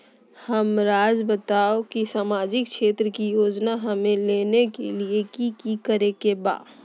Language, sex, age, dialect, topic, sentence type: Magahi, female, 36-40, Southern, banking, question